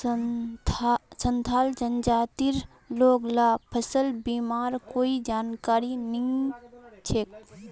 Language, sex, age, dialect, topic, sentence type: Magahi, female, 18-24, Northeastern/Surjapuri, banking, statement